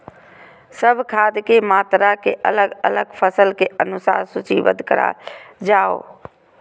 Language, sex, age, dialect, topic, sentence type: Maithili, female, 25-30, Eastern / Thethi, agriculture, question